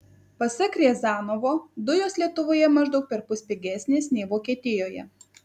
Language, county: Lithuanian, Kaunas